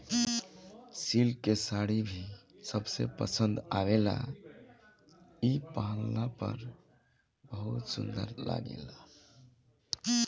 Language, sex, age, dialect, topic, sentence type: Bhojpuri, male, 25-30, Southern / Standard, agriculture, statement